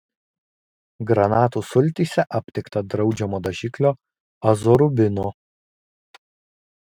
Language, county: Lithuanian, Kaunas